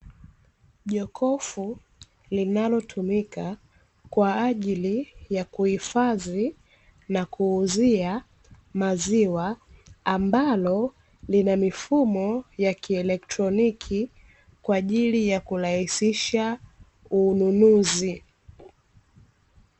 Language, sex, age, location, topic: Swahili, female, 25-35, Dar es Salaam, finance